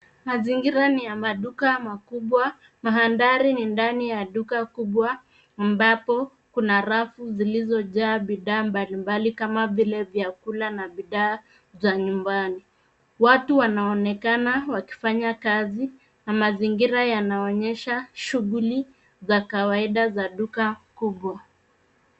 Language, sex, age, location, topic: Swahili, female, 25-35, Nairobi, finance